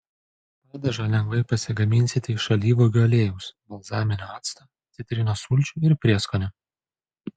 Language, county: Lithuanian, Panevėžys